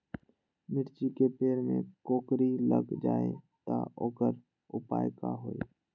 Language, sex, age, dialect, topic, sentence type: Magahi, male, 46-50, Western, agriculture, question